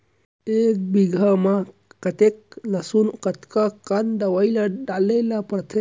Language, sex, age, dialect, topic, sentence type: Chhattisgarhi, male, 25-30, Central, agriculture, question